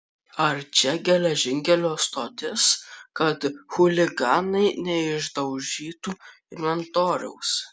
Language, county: Lithuanian, Kaunas